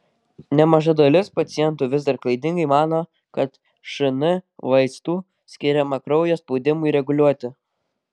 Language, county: Lithuanian, Kaunas